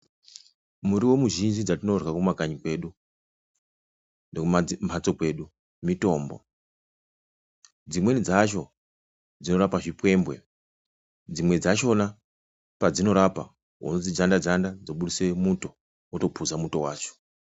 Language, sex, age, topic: Ndau, male, 36-49, health